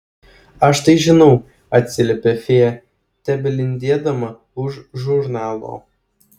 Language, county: Lithuanian, Klaipėda